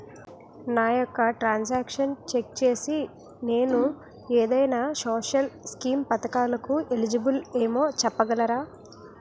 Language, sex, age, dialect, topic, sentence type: Telugu, female, 18-24, Utterandhra, banking, question